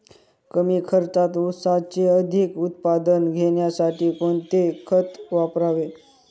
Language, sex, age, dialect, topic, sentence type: Marathi, male, 31-35, Northern Konkan, agriculture, question